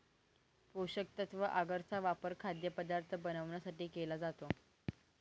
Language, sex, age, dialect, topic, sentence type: Marathi, female, 18-24, Northern Konkan, agriculture, statement